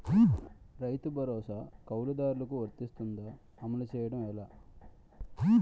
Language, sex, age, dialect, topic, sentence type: Telugu, male, 25-30, Utterandhra, agriculture, question